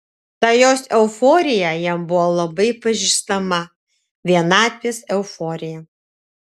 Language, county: Lithuanian, Šiauliai